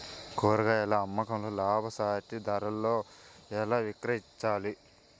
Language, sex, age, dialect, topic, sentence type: Telugu, male, 18-24, Central/Coastal, agriculture, question